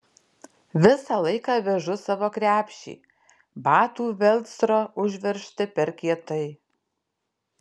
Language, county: Lithuanian, Alytus